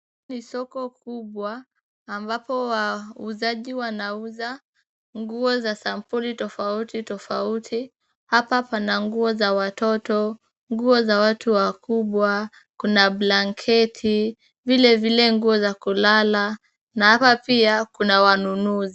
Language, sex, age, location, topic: Swahili, female, 25-35, Kisumu, finance